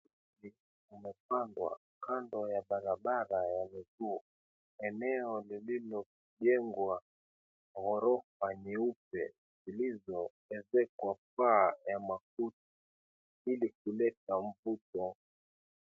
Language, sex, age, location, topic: Swahili, male, 25-35, Mombasa, agriculture